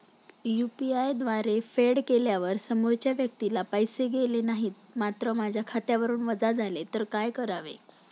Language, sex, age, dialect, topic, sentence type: Marathi, female, 31-35, Standard Marathi, banking, question